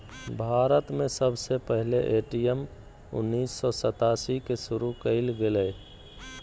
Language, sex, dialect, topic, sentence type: Magahi, male, Southern, banking, statement